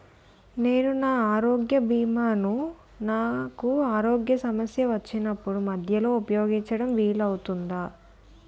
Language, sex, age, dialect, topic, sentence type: Telugu, female, 18-24, Utterandhra, banking, question